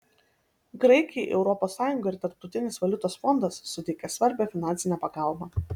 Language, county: Lithuanian, Vilnius